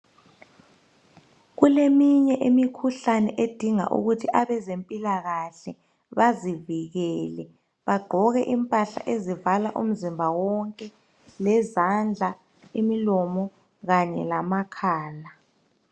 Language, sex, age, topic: North Ndebele, male, 36-49, health